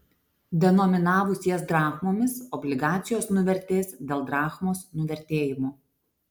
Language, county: Lithuanian, Alytus